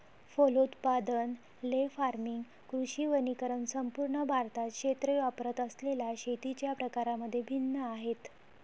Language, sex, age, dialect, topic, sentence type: Marathi, female, 25-30, Varhadi, agriculture, statement